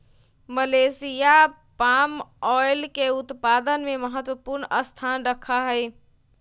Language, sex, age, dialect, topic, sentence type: Magahi, female, 25-30, Western, agriculture, statement